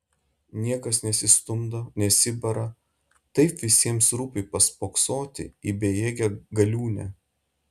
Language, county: Lithuanian, Šiauliai